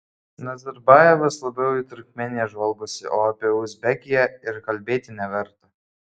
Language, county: Lithuanian, Kaunas